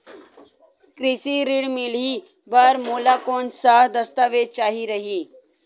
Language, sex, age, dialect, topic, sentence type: Chhattisgarhi, female, 51-55, Western/Budati/Khatahi, banking, question